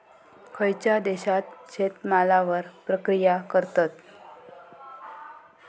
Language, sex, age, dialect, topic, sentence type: Marathi, female, 25-30, Southern Konkan, agriculture, question